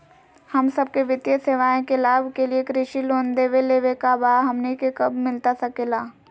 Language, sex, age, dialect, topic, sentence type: Magahi, female, 18-24, Southern, banking, question